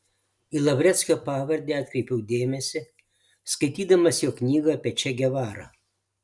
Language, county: Lithuanian, Alytus